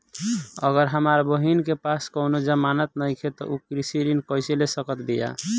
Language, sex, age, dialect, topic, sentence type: Bhojpuri, male, 18-24, Southern / Standard, agriculture, statement